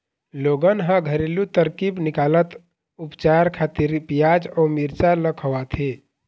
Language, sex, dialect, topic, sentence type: Chhattisgarhi, male, Eastern, agriculture, statement